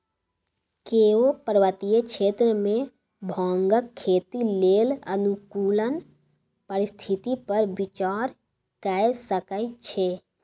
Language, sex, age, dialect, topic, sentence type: Maithili, female, 18-24, Bajjika, agriculture, statement